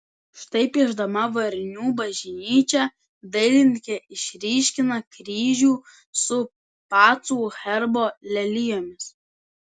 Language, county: Lithuanian, Telšiai